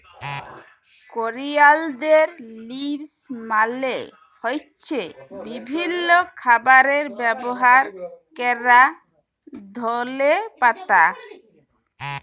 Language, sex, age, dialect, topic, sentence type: Bengali, female, 18-24, Jharkhandi, agriculture, statement